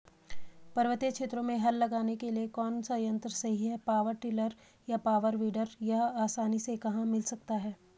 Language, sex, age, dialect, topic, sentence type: Hindi, female, 25-30, Garhwali, agriculture, question